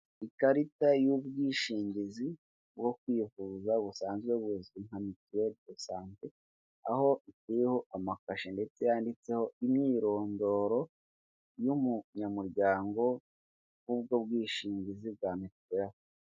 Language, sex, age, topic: Kinyarwanda, male, 18-24, finance